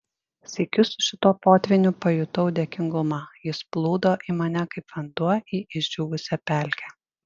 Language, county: Lithuanian, Panevėžys